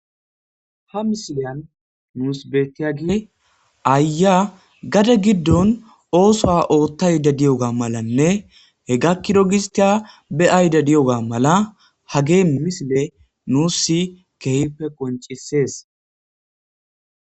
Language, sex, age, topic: Gamo, male, 18-24, agriculture